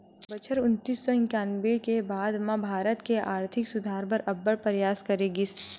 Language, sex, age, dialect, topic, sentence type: Chhattisgarhi, female, 18-24, Western/Budati/Khatahi, banking, statement